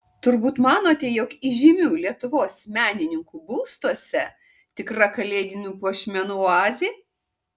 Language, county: Lithuanian, Kaunas